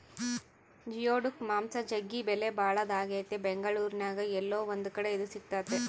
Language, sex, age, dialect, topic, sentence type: Kannada, female, 31-35, Central, agriculture, statement